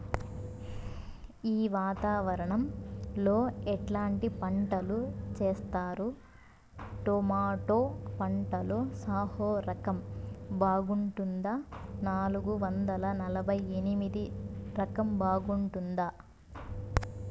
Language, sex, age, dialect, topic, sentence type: Telugu, female, 25-30, Southern, agriculture, question